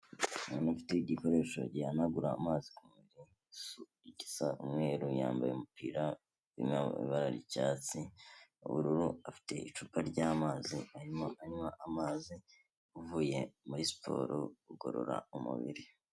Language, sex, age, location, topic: Kinyarwanda, male, 25-35, Kigali, health